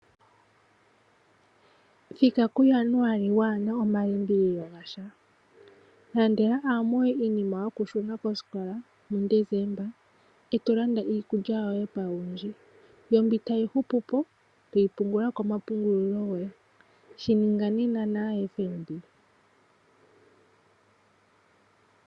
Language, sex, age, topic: Oshiwambo, female, 18-24, finance